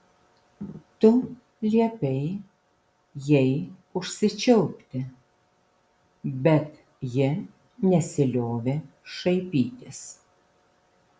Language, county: Lithuanian, Vilnius